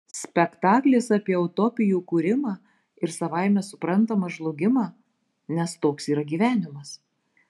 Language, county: Lithuanian, Marijampolė